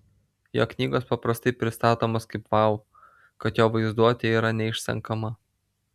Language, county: Lithuanian, Vilnius